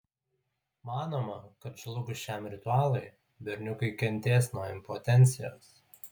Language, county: Lithuanian, Utena